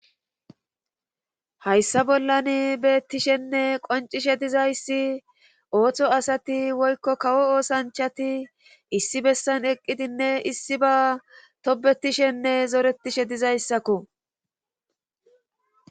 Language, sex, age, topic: Gamo, female, 36-49, government